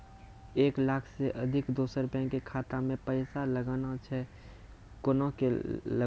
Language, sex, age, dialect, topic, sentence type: Maithili, male, 18-24, Angika, banking, question